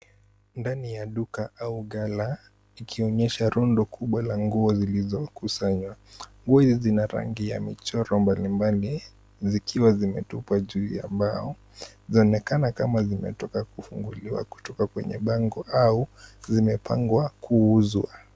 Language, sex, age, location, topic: Swahili, male, 18-24, Kisumu, finance